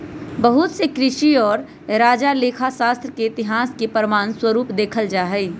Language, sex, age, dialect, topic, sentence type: Magahi, male, 25-30, Western, banking, statement